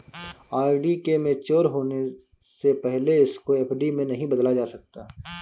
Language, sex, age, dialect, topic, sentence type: Hindi, male, 25-30, Awadhi Bundeli, banking, statement